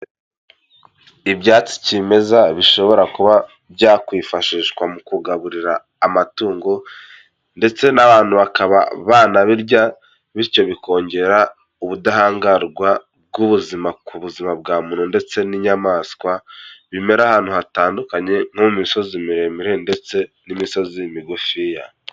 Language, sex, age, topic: Kinyarwanda, male, 18-24, health